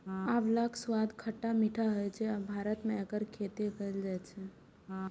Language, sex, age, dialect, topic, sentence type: Maithili, female, 18-24, Eastern / Thethi, agriculture, statement